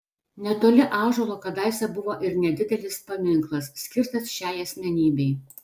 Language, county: Lithuanian, Telšiai